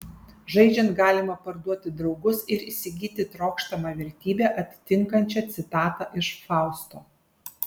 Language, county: Lithuanian, Kaunas